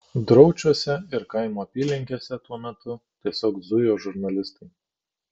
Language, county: Lithuanian, Kaunas